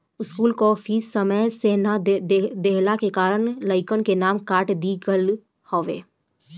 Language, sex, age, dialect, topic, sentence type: Bhojpuri, female, 18-24, Northern, banking, statement